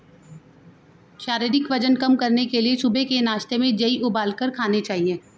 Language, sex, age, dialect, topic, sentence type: Hindi, male, 36-40, Hindustani Malvi Khadi Boli, agriculture, statement